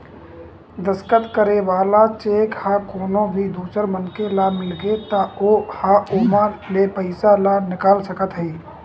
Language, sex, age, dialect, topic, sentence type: Chhattisgarhi, male, 56-60, Western/Budati/Khatahi, banking, statement